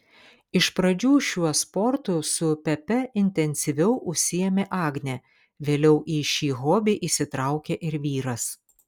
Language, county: Lithuanian, Kaunas